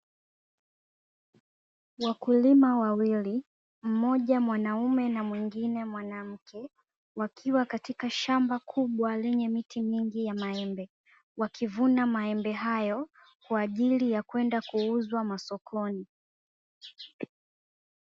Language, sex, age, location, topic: Swahili, female, 18-24, Dar es Salaam, agriculture